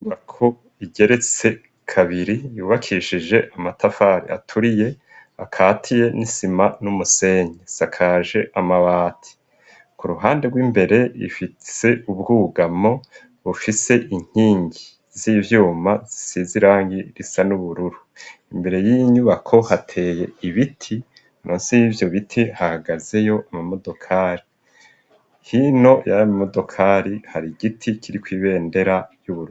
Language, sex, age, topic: Rundi, male, 50+, education